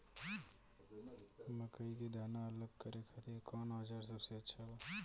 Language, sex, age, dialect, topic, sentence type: Bhojpuri, male, 18-24, Southern / Standard, agriculture, question